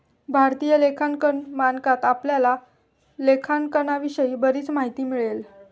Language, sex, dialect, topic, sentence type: Marathi, female, Standard Marathi, banking, statement